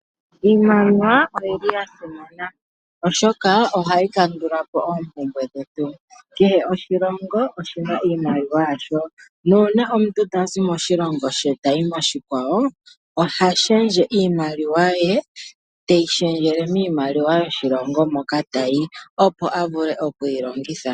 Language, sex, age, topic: Oshiwambo, male, 18-24, finance